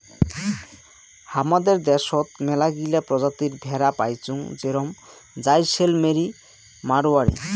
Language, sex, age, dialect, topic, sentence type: Bengali, male, 25-30, Rajbangshi, agriculture, statement